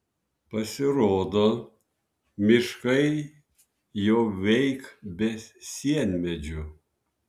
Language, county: Lithuanian, Vilnius